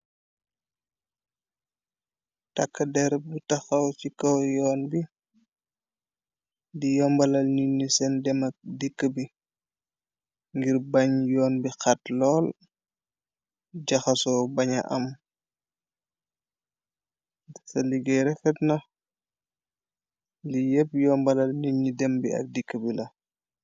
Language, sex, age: Wolof, male, 25-35